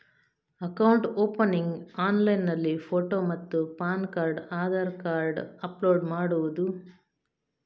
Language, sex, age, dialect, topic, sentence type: Kannada, female, 56-60, Coastal/Dakshin, banking, question